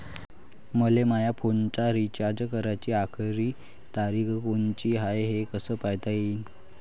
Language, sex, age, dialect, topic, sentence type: Marathi, male, 18-24, Varhadi, banking, question